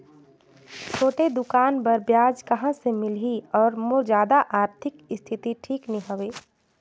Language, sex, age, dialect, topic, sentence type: Chhattisgarhi, female, 18-24, Northern/Bhandar, banking, question